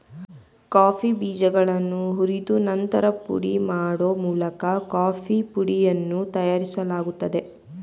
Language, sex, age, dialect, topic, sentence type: Kannada, female, 18-24, Mysore Kannada, agriculture, statement